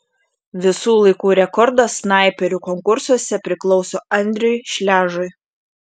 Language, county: Lithuanian, Šiauliai